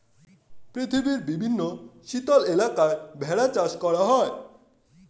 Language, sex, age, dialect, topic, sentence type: Bengali, male, 31-35, Standard Colloquial, agriculture, statement